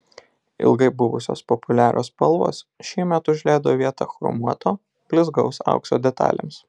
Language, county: Lithuanian, Alytus